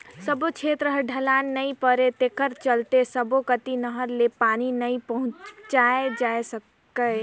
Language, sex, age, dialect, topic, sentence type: Chhattisgarhi, female, 18-24, Northern/Bhandar, agriculture, statement